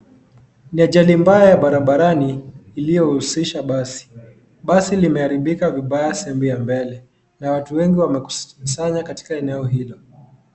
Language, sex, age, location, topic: Swahili, male, 18-24, Kisii, health